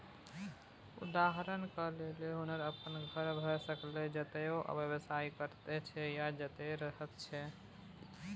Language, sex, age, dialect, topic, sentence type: Maithili, male, 18-24, Bajjika, banking, statement